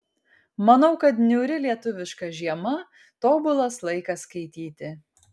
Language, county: Lithuanian, Kaunas